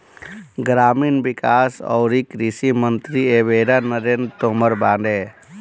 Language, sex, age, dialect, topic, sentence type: Bhojpuri, male, 31-35, Northern, agriculture, statement